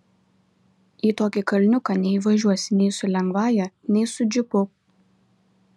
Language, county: Lithuanian, Vilnius